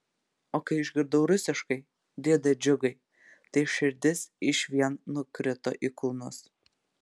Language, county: Lithuanian, Telšiai